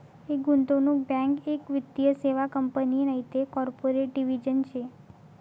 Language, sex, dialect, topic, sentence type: Marathi, female, Northern Konkan, banking, statement